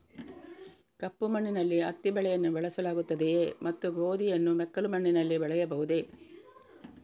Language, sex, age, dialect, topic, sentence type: Kannada, female, 41-45, Coastal/Dakshin, agriculture, question